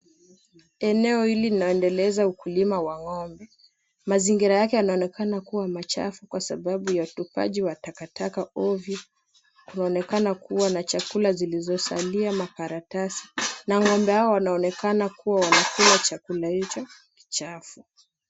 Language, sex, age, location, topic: Swahili, female, 18-24, Kisumu, agriculture